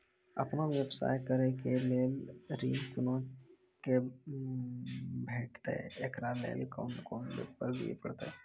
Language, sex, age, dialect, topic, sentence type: Maithili, male, 18-24, Angika, banking, question